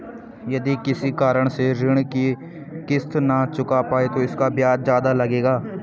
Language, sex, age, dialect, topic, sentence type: Hindi, male, 18-24, Garhwali, banking, question